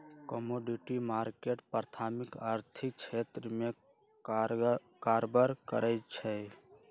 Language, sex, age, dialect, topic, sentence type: Magahi, male, 31-35, Western, banking, statement